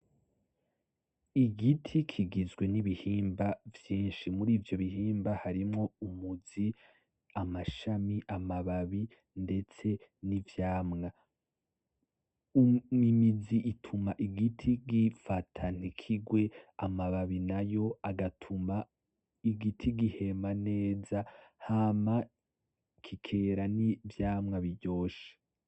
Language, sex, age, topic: Rundi, male, 18-24, agriculture